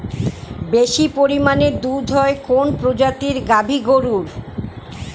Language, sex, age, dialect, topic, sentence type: Bengali, female, 60-100, Northern/Varendri, agriculture, question